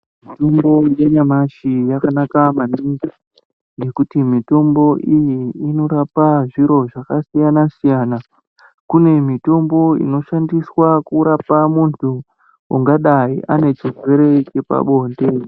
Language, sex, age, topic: Ndau, male, 50+, health